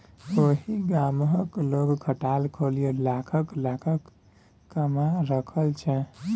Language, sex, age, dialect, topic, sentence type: Maithili, male, 18-24, Bajjika, agriculture, statement